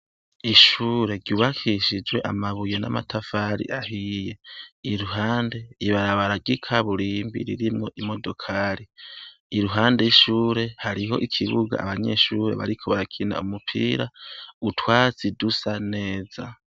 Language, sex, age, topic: Rundi, male, 18-24, education